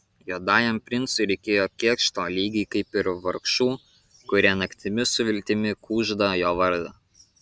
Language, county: Lithuanian, Kaunas